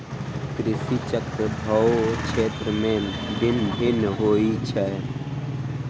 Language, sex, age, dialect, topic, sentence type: Maithili, female, 31-35, Southern/Standard, agriculture, statement